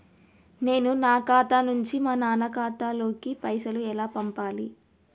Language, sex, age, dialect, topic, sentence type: Telugu, female, 36-40, Telangana, banking, question